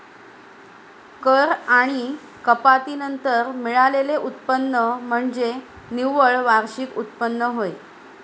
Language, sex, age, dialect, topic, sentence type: Marathi, female, 31-35, Northern Konkan, banking, statement